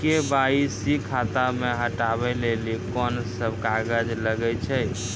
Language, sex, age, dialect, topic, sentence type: Maithili, male, 31-35, Angika, banking, question